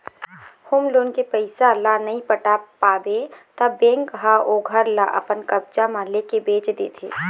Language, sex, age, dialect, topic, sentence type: Chhattisgarhi, female, 51-55, Eastern, banking, statement